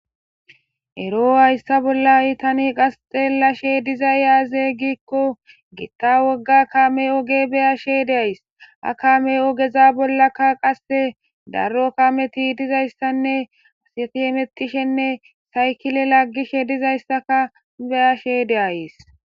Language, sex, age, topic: Gamo, female, 25-35, government